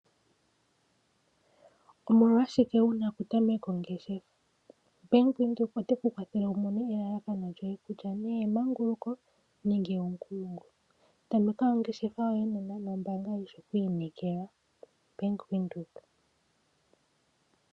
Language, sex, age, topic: Oshiwambo, female, 18-24, finance